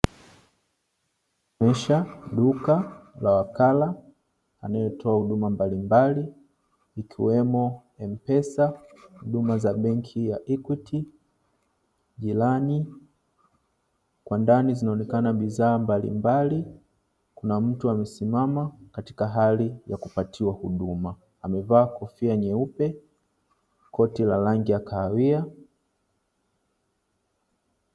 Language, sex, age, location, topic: Swahili, male, 25-35, Dar es Salaam, finance